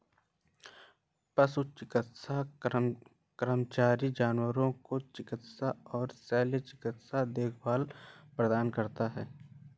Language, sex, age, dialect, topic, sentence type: Hindi, male, 18-24, Awadhi Bundeli, agriculture, statement